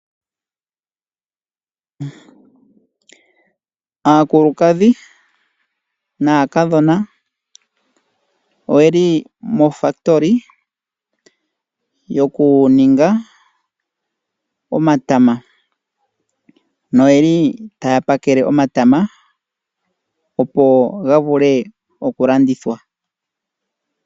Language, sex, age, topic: Oshiwambo, male, 25-35, agriculture